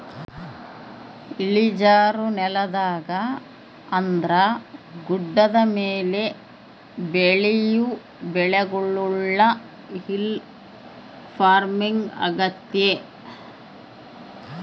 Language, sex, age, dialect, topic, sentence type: Kannada, female, 51-55, Central, agriculture, statement